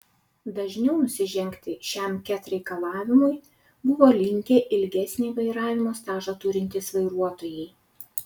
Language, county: Lithuanian, Utena